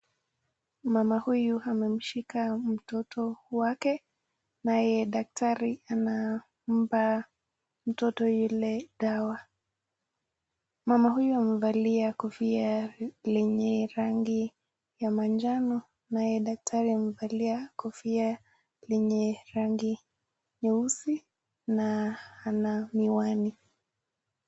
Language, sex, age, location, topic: Swahili, female, 18-24, Nakuru, health